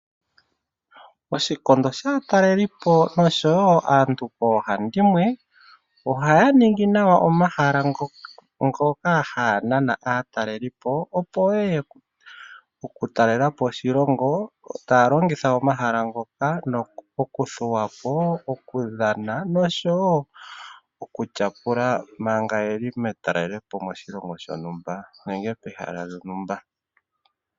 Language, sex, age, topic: Oshiwambo, male, 25-35, agriculture